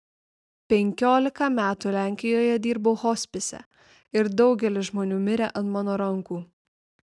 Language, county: Lithuanian, Vilnius